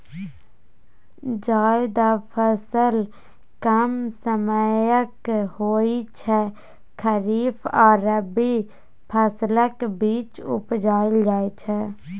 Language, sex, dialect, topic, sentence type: Maithili, female, Bajjika, agriculture, statement